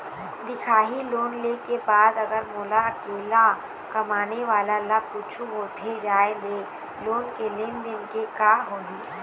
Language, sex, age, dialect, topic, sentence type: Chhattisgarhi, female, 51-55, Eastern, banking, question